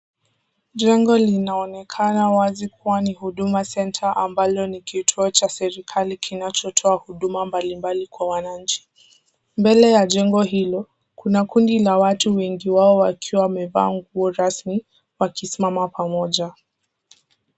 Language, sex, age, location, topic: Swahili, female, 18-24, Kisumu, government